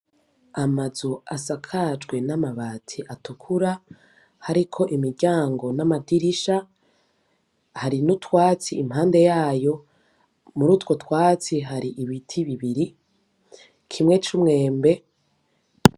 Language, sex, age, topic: Rundi, female, 18-24, education